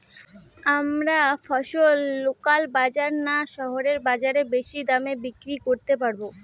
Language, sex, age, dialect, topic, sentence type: Bengali, female, 18-24, Rajbangshi, agriculture, question